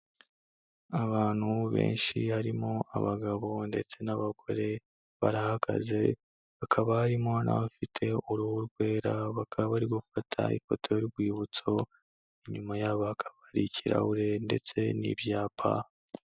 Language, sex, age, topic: Kinyarwanda, male, 18-24, health